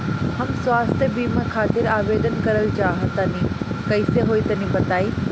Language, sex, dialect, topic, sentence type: Bhojpuri, female, Northern, banking, question